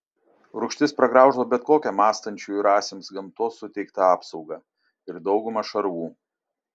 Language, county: Lithuanian, Šiauliai